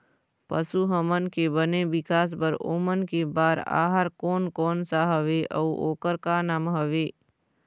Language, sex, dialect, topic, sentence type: Chhattisgarhi, female, Eastern, agriculture, question